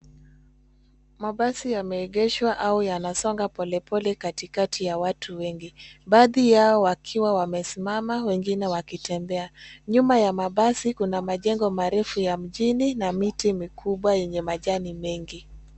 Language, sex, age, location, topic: Swahili, female, 25-35, Nairobi, government